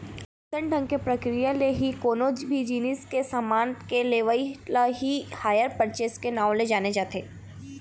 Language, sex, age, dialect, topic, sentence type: Chhattisgarhi, female, 18-24, Eastern, banking, statement